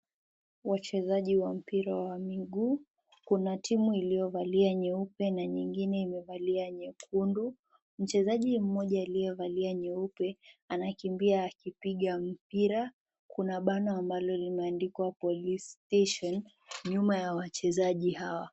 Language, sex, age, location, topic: Swahili, female, 18-24, Nakuru, government